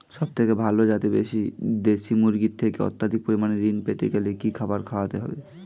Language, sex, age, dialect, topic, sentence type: Bengali, male, 18-24, Standard Colloquial, agriculture, question